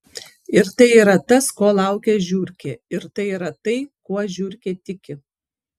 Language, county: Lithuanian, Kaunas